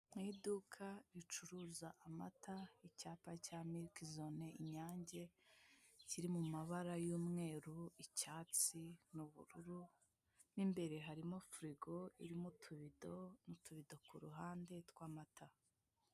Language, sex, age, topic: Kinyarwanda, female, 25-35, finance